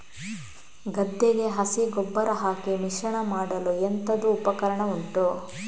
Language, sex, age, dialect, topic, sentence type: Kannada, female, 18-24, Coastal/Dakshin, agriculture, question